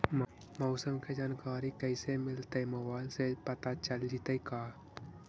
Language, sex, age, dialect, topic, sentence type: Magahi, male, 56-60, Central/Standard, agriculture, question